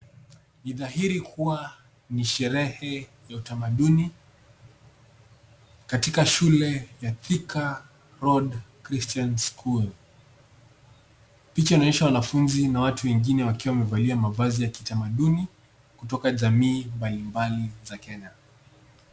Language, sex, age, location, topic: Swahili, male, 18-24, Nairobi, education